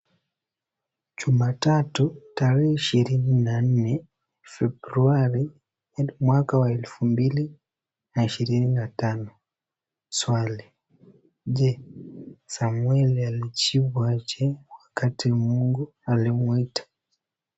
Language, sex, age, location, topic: Swahili, female, 18-24, Nakuru, education